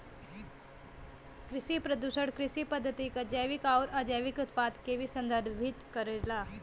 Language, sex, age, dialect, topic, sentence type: Bhojpuri, female, <18, Western, agriculture, statement